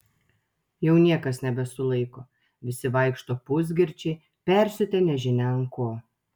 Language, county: Lithuanian, Telšiai